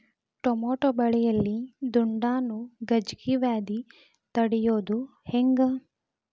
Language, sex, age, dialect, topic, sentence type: Kannada, female, 18-24, Dharwad Kannada, agriculture, question